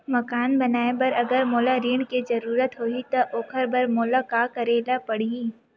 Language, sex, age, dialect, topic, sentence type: Chhattisgarhi, female, 18-24, Western/Budati/Khatahi, banking, question